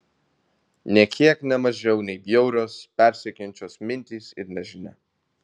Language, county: Lithuanian, Vilnius